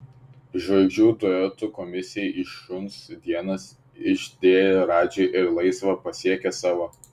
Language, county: Lithuanian, Šiauliai